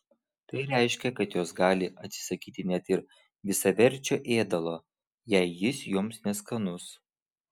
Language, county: Lithuanian, Vilnius